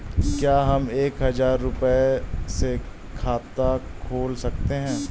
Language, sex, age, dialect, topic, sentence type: Hindi, male, 18-24, Awadhi Bundeli, banking, question